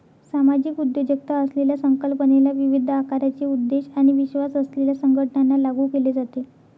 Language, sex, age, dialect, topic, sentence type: Marathi, female, 51-55, Northern Konkan, banking, statement